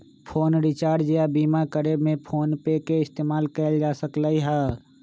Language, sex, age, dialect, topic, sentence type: Magahi, male, 25-30, Western, banking, statement